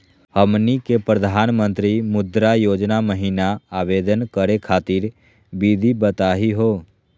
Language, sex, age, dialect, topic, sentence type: Magahi, male, 18-24, Southern, banking, question